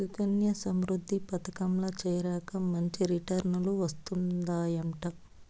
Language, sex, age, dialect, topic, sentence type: Telugu, female, 25-30, Southern, banking, statement